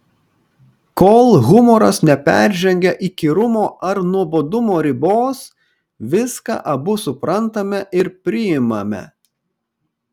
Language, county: Lithuanian, Kaunas